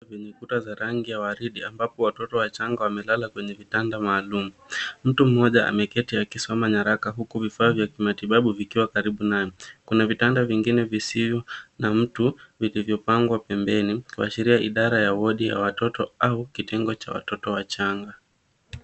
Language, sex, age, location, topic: Swahili, male, 18-24, Nairobi, health